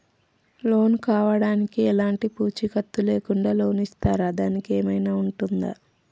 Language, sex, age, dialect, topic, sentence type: Telugu, female, 31-35, Telangana, banking, question